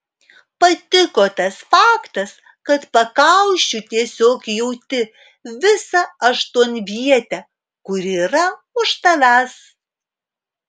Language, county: Lithuanian, Alytus